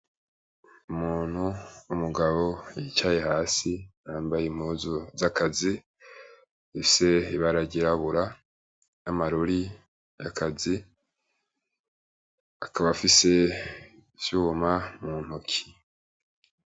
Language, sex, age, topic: Rundi, male, 18-24, education